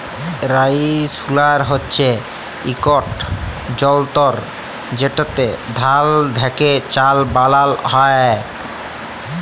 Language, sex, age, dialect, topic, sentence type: Bengali, male, 31-35, Jharkhandi, agriculture, statement